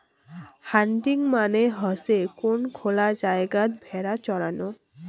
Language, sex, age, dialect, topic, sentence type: Bengali, female, 18-24, Rajbangshi, agriculture, statement